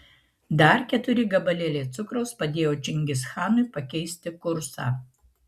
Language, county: Lithuanian, Marijampolė